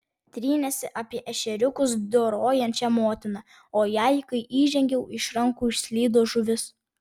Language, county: Lithuanian, Vilnius